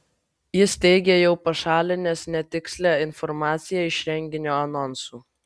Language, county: Lithuanian, Vilnius